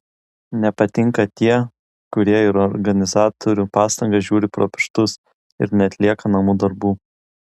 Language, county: Lithuanian, Kaunas